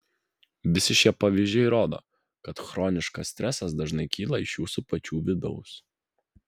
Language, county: Lithuanian, Vilnius